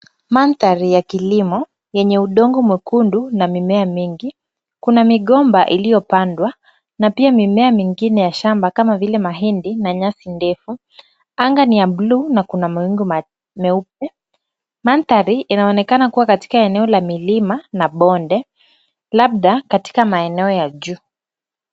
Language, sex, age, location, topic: Swahili, female, 25-35, Kisumu, agriculture